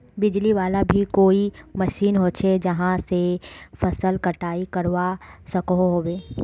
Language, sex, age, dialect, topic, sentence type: Magahi, female, 25-30, Northeastern/Surjapuri, agriculture, question